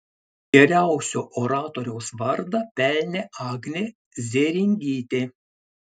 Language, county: Lithuanian, Klaipėda